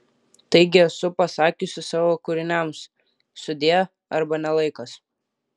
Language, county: Lithuanian, Klaipėda